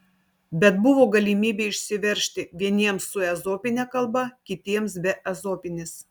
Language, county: Lithuanian, Telšiai